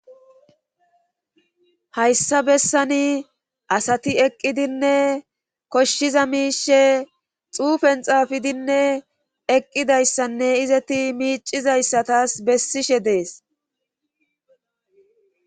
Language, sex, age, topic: Gamo, female, 36-49, government